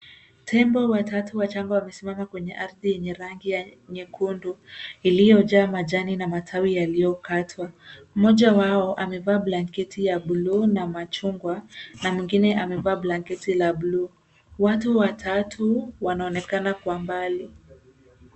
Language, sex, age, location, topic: Swahili, female, 25-35, Nairobi, government